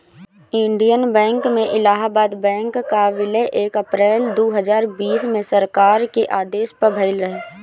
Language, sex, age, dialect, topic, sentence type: Bhojpuri, female, 18-24, Northern, banking, statement